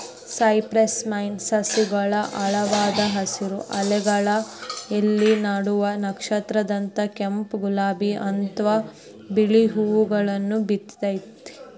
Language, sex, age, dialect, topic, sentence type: Kannada, female, 18-24, Dharwad Kannada, agriculture, statement